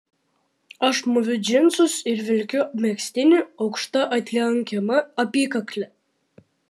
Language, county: Lithuanian, Vilnius